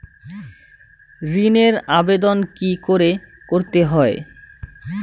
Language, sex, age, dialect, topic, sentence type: Bengali, male, 25-30, Rajbangshi, banking, question